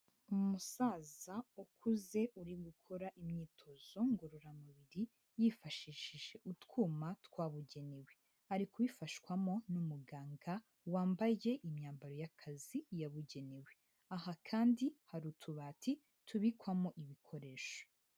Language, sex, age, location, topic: Kinyarwanda, female, 18-24, Huye, health